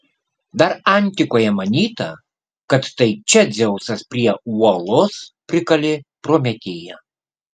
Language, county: Lithuanian, Kaunas